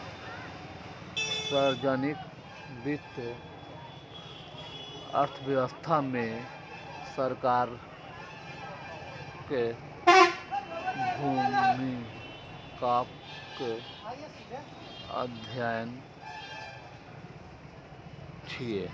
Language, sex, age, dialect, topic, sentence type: Maithili, male, 31-35, Eastern / Thethi, banking, statement